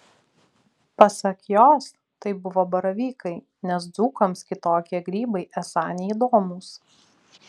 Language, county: Lithuanian, Vilnius